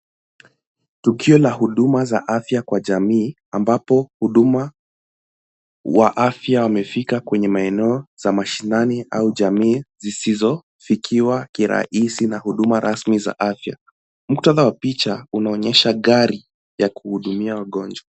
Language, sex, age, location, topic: Swahili, male, 18-24, Nairobi, health